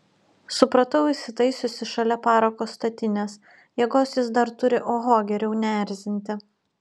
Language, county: Lithuanian, Utena